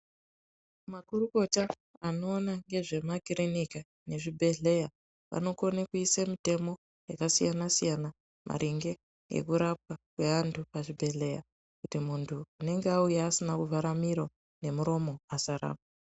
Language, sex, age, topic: Ndau, female, 25-35, health